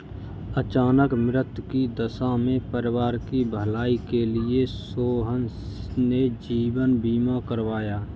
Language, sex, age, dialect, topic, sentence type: Hindi, male, 25-30, Kanauji Braj Bhasha, banking, statement